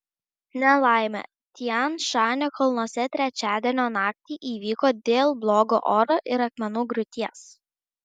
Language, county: Lithuanian, Šiauliai